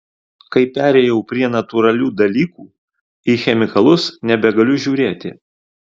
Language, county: Lithuanian, Alytus